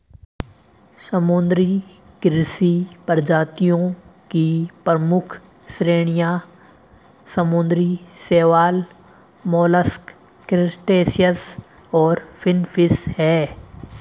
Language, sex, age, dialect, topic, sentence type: Hindi, male, 18-24, Marwari Dhudhari, agriculture, statement